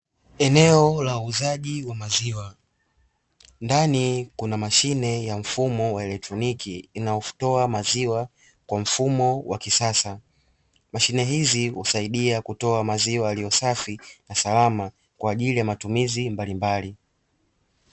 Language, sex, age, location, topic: Swahili, male, 18-24, Dar es Salaam, finance